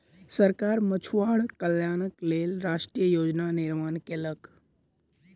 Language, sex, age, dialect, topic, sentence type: Maithili, male, 18-24, Southern/Standard, agriculture, statement